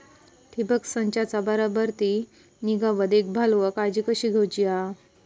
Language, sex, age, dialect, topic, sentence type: Marathi, female, 25-30, Southern Konkan, agriculture, question